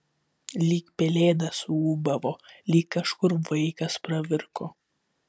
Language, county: Lithuanian, Vilnius